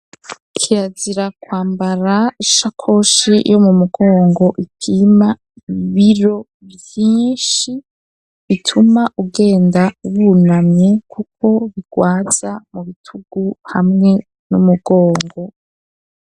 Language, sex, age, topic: Rundi, female, 25-35, education